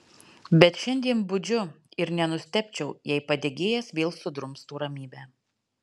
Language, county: Lithuanian, Alytus